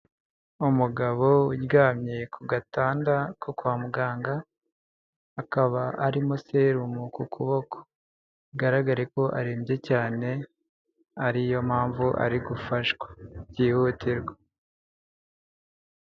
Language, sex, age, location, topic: Kinyarwanda, male, 25-35, Nyagatare, health